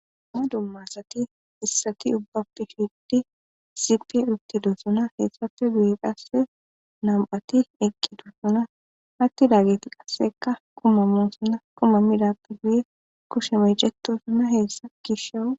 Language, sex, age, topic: Gamo, female, 18-24, government